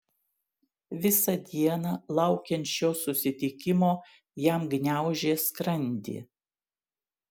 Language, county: Lithuanian, Šiauliai